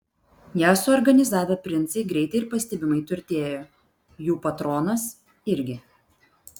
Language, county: Lithuanian, Vilnius